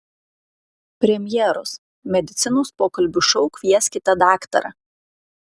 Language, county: Lithuanian, Klaipėda